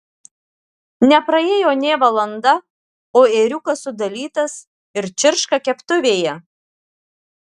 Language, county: Lithuanian, Alytus